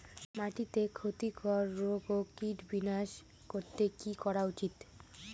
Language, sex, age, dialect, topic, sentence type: Bengali, female, <18, Rajbangshi, agriculture, question